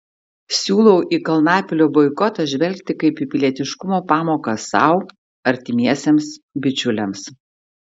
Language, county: Lithuanian, Klaipėda